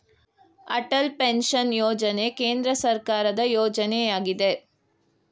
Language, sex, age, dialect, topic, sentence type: Kannada, female, 18-24, Mysore Kannada, banking, statement